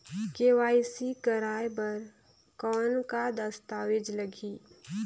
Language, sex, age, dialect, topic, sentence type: Chhattisgarhi, female, 25-30, Northern/Bhandar, banking, question